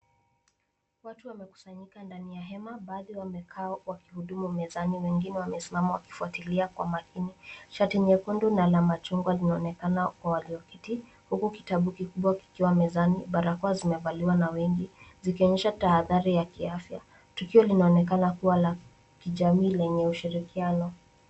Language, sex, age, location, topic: Swahili, female, 18-24, Nairobi, health